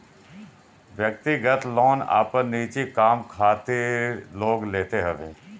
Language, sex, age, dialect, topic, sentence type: Bhojpuri, male, 41-45, Northern, banking, statement